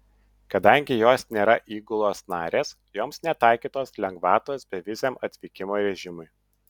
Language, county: Lithuanian, Utena